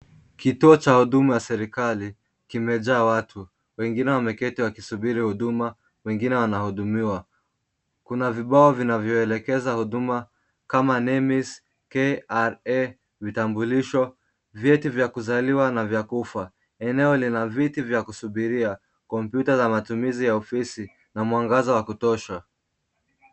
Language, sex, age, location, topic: Swahili, male, 18-24, Kisumu, government